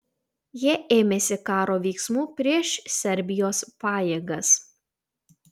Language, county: Lithuanian, Utena